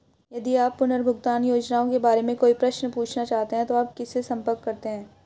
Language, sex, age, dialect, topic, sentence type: Hindi, female, 18-24, Hindustani Malvi Khadi Boli, banking, question